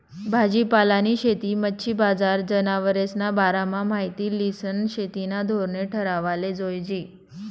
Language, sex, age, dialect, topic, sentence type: Marathi, female, 25-30, Northern Konkan, agriculture, statement